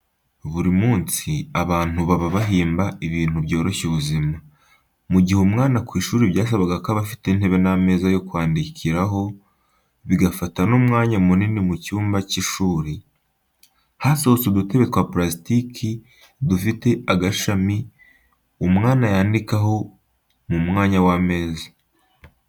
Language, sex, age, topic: Kinyarwanda, male, 18-24, education